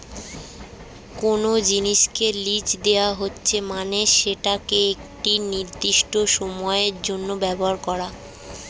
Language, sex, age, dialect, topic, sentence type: Bengali, female, 36-40, Standard Colloquial, banking, statement